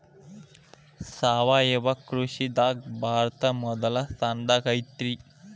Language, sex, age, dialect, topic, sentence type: Kannada, male, 25-30, Dharwad Kannada, agriculture, statement